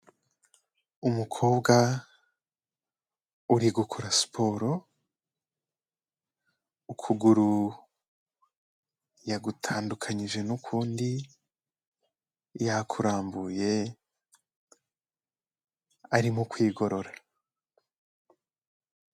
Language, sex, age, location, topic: Kinyarwanda, male, 18-24, Kigali, health